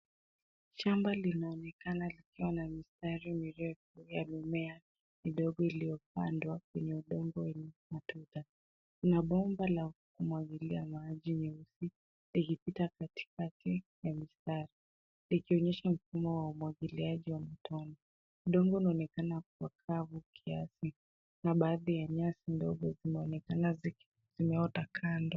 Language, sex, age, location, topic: Swahili, female, 18-24, Nairobi, agriculture